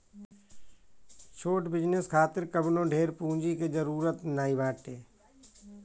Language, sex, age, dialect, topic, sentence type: Bhojpuri, male, 41-45, Northern, banking, statement